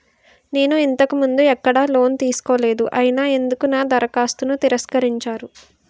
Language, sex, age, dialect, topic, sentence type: Telugu, female, 18-24, Utterandhra, banking, question